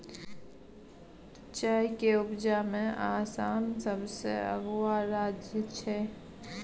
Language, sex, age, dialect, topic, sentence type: Maithili, female, 25-30, Bajjika, agriculture, statement